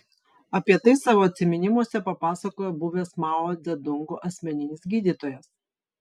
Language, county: Lithuanian, Vilnius